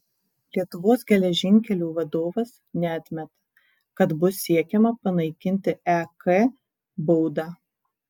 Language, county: Lithuanian, Kaunas